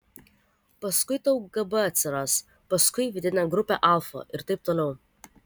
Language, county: Lithuanian, Vilnius